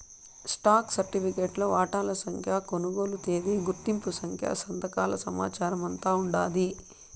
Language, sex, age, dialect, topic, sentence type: Telugu, female, 31-35, Southern, banking, statement